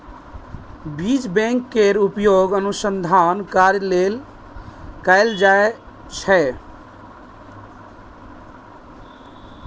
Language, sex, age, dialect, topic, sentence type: Maithili, male, 31-35, Eastern / Thethi, agriculture, statement